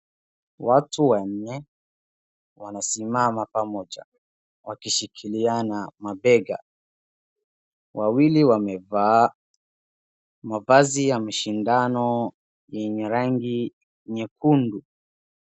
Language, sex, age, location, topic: Swahili, male, 36-49, Wajir, education